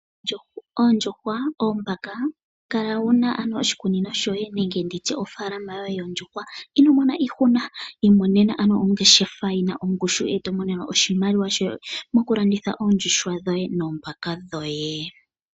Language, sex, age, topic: Oshiwambo, female, 25-35, agriculture